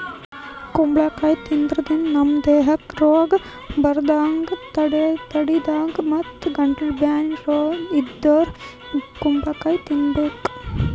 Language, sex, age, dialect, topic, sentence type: Kannada, female, 18-24, Northeastern, agriculture, statement